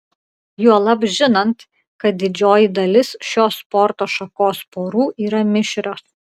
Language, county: Lithuanian, Klaipėda